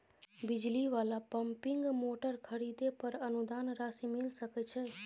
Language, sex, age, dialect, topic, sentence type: Maithili, female, 18-24, Bajjika, agriculture, question